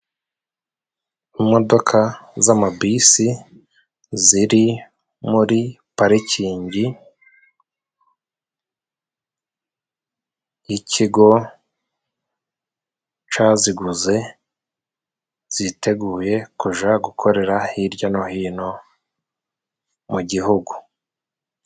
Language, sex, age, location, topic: Kinyarwanda, male, 36-49, Musanze, government